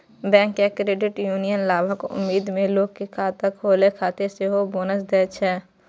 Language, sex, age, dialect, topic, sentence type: Maithili, female, 41-45, Eastern / Thethi, banking, statement